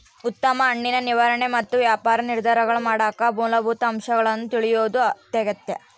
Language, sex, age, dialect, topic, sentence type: Kannada, female, 18-24, Central, agriculture, statement